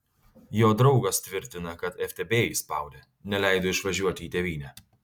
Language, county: Lithuanian, Kaunas